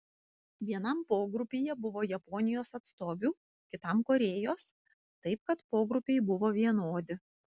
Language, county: Lithuanian, Vilnius